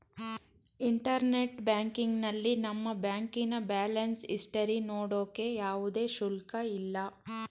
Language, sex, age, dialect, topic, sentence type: Kannada, female, 31-35, Mysore Kannada, banking, statement